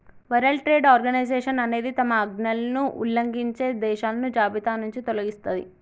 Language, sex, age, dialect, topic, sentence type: Telugu, male, 36-40, Telangana, banking, statement